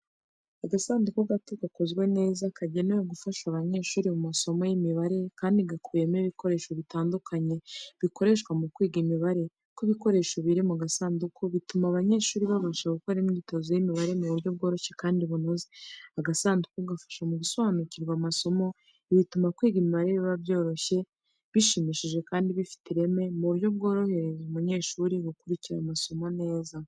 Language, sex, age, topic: Kinyarwanda, female, 25-35, education